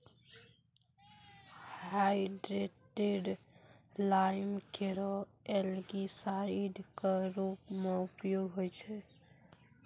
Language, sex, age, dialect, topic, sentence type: Maithili, female, 18-24, Angika, agriculture, statement